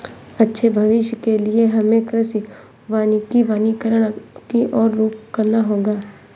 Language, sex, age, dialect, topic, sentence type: Hindi, female, 18-24, Awadhi Bundeli, agriculture, statement